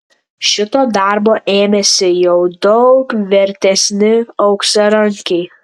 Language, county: Lithuanian, Tauragė